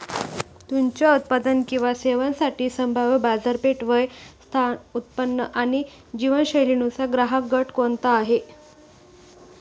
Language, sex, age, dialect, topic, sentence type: Marathi, female, 18-24, Standard Marathi, banking, statement